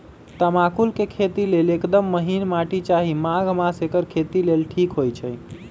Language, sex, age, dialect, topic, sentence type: Magahi, male, 25-30, Western, agriculture, statement